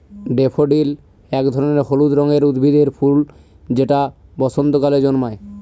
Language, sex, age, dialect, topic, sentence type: Bengali, male, 18-24, Northern/Varendri, agriculture, statement